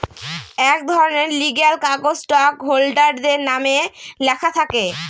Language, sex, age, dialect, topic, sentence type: Bengali, female, 25-30, Northern/Varendri, banking, statement